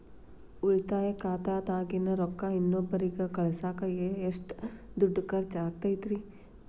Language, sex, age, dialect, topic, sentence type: Kannada, female, 36-40, Dharwad Kannada, banking, question